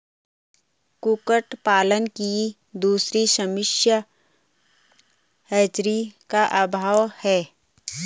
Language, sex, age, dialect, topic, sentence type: Hindi, female, 31-35, Garhwali, agriculture, statement